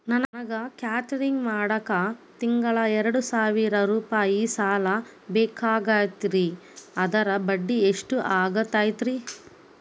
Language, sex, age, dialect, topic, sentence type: Kannada, female, 18-24, Dharwad Kannada, banking, question